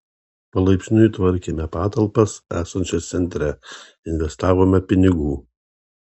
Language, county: Lithuanian, Kaunas